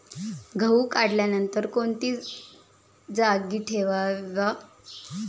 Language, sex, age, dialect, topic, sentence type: Marathi, female, 18-24, Standard Marathi, agriculture, question